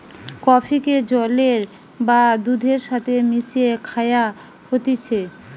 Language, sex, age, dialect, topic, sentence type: Bengali, female, 18-24, Western, agriculture, statement